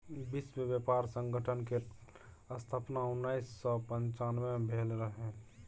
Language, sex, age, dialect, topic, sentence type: Maithili, male, 31-35, Bajjika, banking, statement